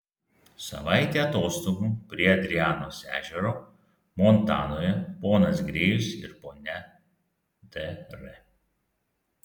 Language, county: Lithuanian, Vilnius